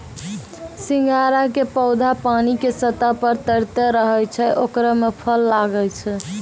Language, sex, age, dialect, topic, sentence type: Maithili, female, 18-24, Angika, agriculture, statement